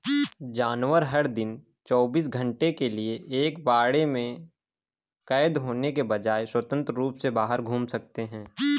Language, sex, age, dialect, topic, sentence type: Hindi, male, 18-24, Awadhi Bundeli, agriculture, statement